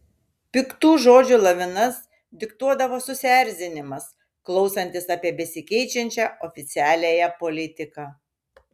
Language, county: Lithuanian, Šiauliai